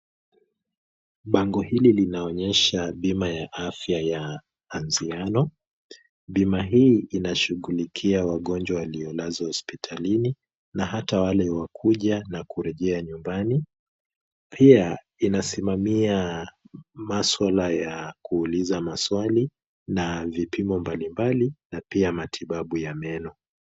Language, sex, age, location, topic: Swahili, male, 25-35, Kisumu, finance